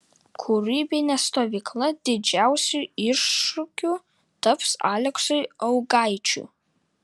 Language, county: Lithuanian, Vilnius